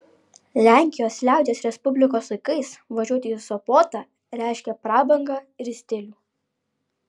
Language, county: Lithuanian, Alytus